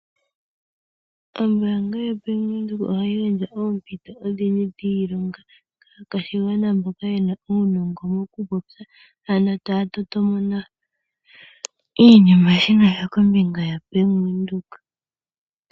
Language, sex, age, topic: Oshiwambo, female, 25-35, finance